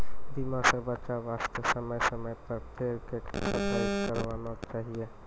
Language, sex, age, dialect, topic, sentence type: Maithili, male, 18-24, Angika, agriculture, statement